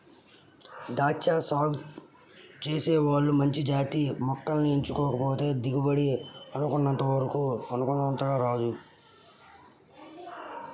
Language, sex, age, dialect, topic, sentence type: Telugu, male, 18-24, Central/Coastal, agriculture, statement